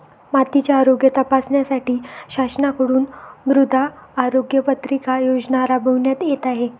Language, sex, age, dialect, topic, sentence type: Marathi, female, 25-30, Varhadi, agriculture, statement